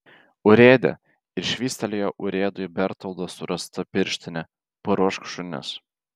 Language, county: Lithuanian, Vilnius